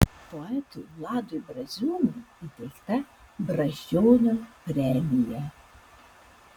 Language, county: Lithuanian, Alytus